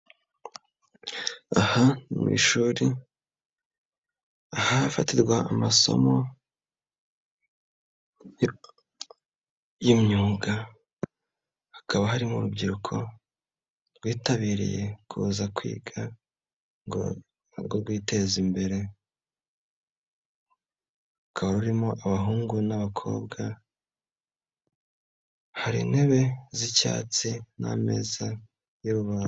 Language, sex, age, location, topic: Kinyarwanda, male, 25-35, Nyagatare, education